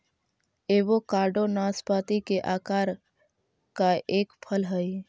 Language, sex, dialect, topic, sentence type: Magahi, female, Central/Standard, agriculture, statement